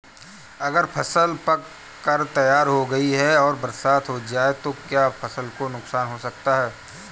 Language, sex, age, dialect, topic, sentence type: Hindi, male, 31-35, Kanauji Braj Bhasha, agriculture, question